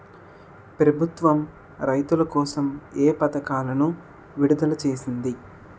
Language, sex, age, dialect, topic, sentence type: Telugu, male, 18-24, Utterandhra, agriculture, question